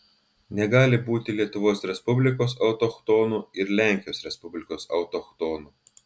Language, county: Lithuanian, Telšiai